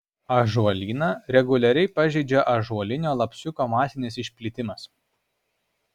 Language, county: Lithuanian, Alytus